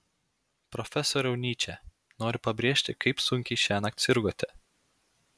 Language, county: Lithuanian, Klaipėda